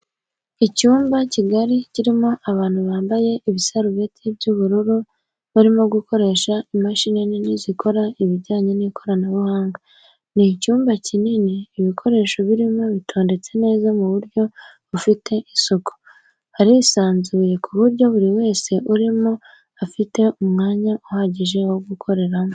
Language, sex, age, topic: Kinyarwanda, female, 18-24, education